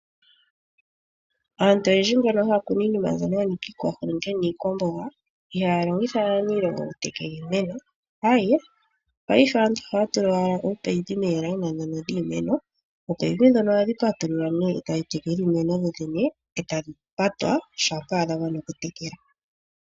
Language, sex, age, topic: Oshiwambo, female, 18-24, agriculture